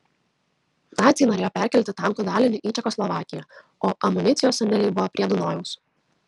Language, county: Lithuanian, Vilnius